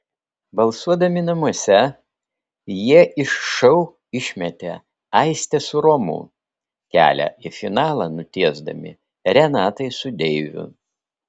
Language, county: Lithuanian, Vilnius